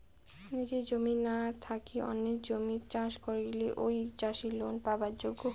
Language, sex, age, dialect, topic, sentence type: Bengali, female, 18-24, Rajbangshi, agriculture, question